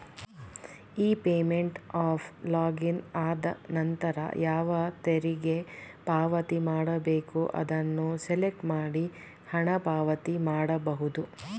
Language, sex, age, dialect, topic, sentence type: Kannada, female, 36-40, Mysore Kannada, banking, statement